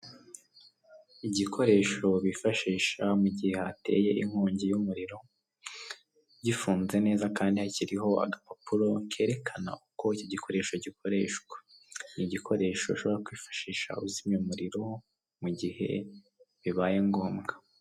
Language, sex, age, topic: Kinyarwanda, male, 18-24, government